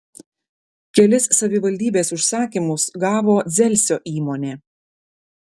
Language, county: Lithuanian, Klaipėda